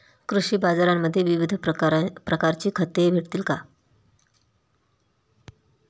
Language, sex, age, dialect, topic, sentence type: Marathi, female, 31-35, Standard Marathi, agriculture, question